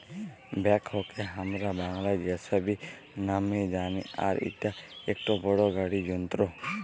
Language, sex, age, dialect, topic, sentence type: Bengali, male, 18-24, Jharkhandi, agriculture, statement